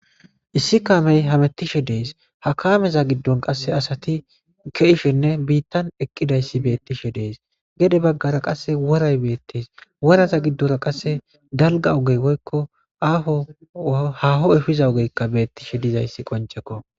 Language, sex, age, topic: Gamo, male, 18-24, government